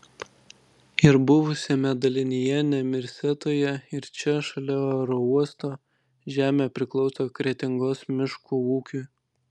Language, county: Lithuanian, Vilnius